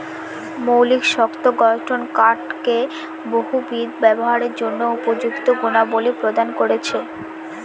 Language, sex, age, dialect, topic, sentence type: Bengali, female, 18-24, Northern/Varendri, agriculture, statement